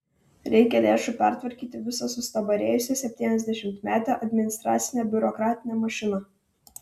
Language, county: Lithuanian, Vilnius